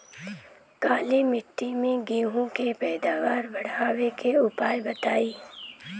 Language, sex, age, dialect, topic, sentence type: Bhojpuri, female, <18, Western, agriculture, question